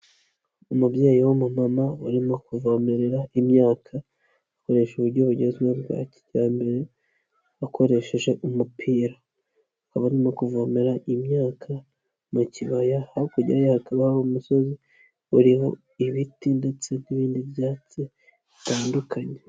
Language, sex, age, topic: Kinyarwanda, male, 25-35, agriculture